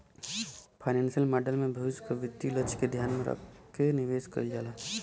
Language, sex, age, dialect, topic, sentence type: Bhojpuri, male, 25-30, Western, banking, statement